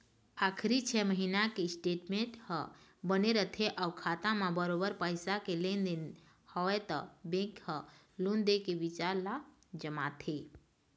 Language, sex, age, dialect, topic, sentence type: Chhattisgarhi, female, 25-30, Eastern, banking, statement